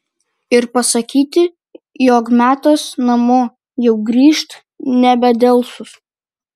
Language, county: Lithuanian, Kaunas